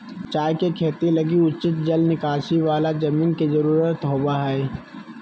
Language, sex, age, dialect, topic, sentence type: Magahi, male, 18-24, Southern, agriculture, statement